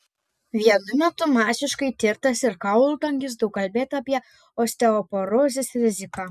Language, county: Lithuanian, Panevėžys